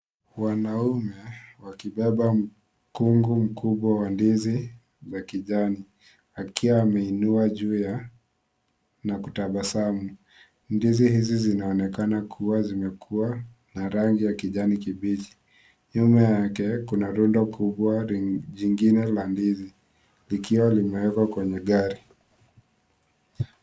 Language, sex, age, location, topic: Swahili, male, 18-24, Kisii, agriculture